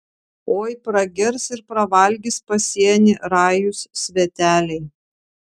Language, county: Lithuanian, Vilnius